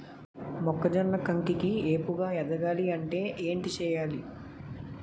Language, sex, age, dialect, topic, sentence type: Telugu, male, 25-30, Utterandhra, agriculture, question